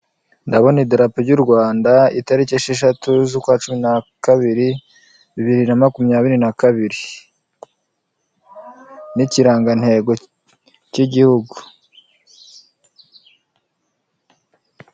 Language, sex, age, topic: Kinyarwanda, male, 25-35, government